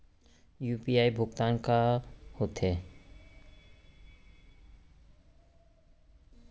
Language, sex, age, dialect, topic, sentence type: Chhattisgarhi, male, 25-30, Central, banking, question